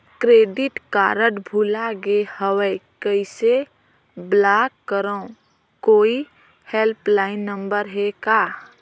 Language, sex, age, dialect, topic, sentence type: Chhattisgarhi, female, 18-24, Northern/Bhandar, banking, question